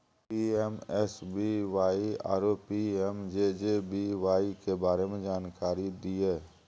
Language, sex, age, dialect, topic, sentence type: Maithili, male, 36-40, Bajjika, banking, question